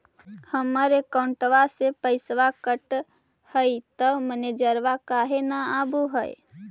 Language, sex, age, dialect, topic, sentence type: Magahi, female, 18-24, Central/Standard, banking, question